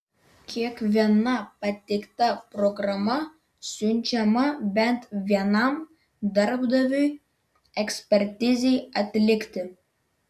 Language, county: Lithuanian, Vilnius